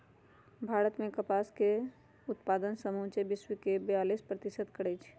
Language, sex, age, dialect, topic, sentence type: Magahi, female, 31-35, Western, agriculture, statement